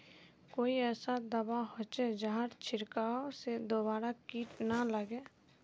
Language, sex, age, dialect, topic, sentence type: Magahi, female, 18-24, Northeastern/Surjapuri, agriculture, question